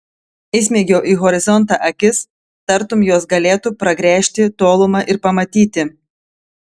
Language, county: Lithuanian, Telšiai